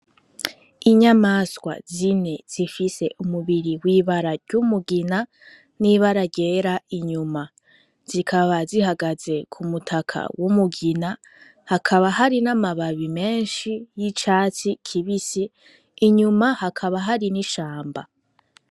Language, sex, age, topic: Rundi, female, 18-24, agriculture